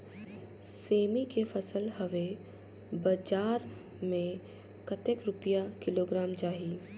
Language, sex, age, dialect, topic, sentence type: Chhattisgarhi, female, 31-35, Northern/Bhandar, agriculture, question